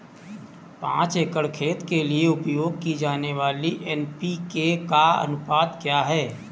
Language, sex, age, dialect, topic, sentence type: Hindi, male, 18-24, Awadhi Bundeli, agriculture, question